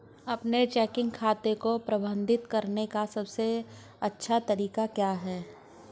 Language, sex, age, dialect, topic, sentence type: Hindi, female, 41-45, Hindustani Malvi Khadi Boli, banking, question